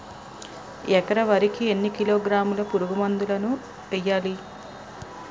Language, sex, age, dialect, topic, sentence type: Telugu, female, 36-40, Utterandhra, agriculture, question